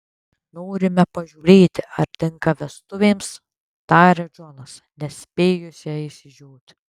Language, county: Lithuanian, Tauragė